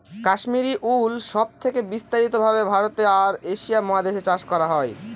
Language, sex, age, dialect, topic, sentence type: Bengali, male, <18, Northern/Varendri, agriculture, statement